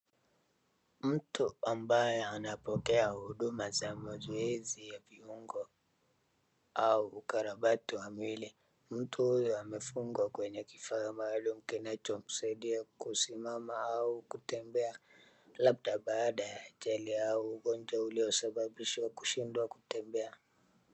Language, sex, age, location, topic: Swahili, male, 36-49, Wajir, health